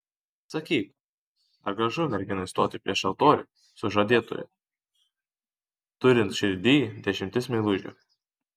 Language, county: Lithuanian, Kaunas